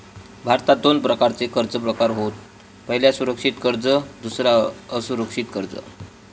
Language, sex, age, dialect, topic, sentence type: Marathi, male, 25-30, Southern Konkan, banking, statement